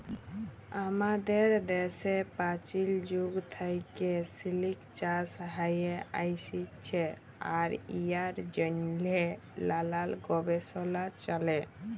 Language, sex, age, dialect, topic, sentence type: Bengali, female, 18-24, Jharkhandi, agriculture, statement